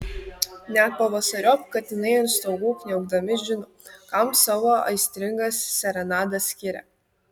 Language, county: Lithuanian, Kaunas